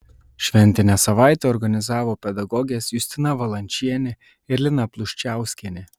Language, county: Lithuanian, Šiauliai